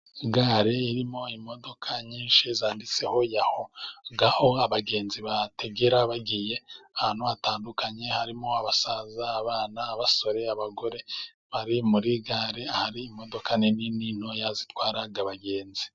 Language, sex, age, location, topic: Kinyarwanda, male, 25-35, Musanze, government